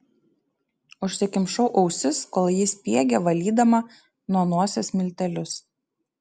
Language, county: Lithuanian, Šiauliai